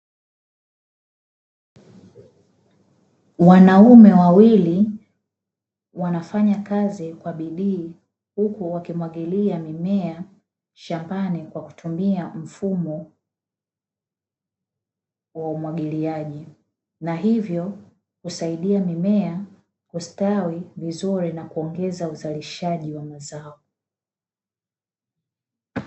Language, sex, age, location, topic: Swahili, female, 25-35, Dar es Salaam, agriculture